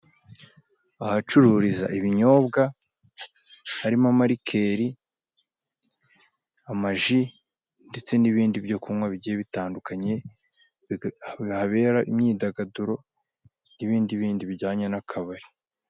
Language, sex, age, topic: Kinyarwanda, male, 18-24, finance